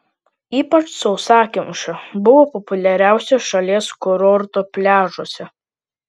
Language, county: Lithuanian, Kaunas